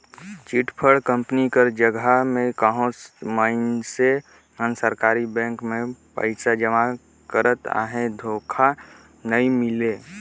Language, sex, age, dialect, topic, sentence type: Chhattisgarhi, male, 18-24, Northern/Bhandar, banking, statement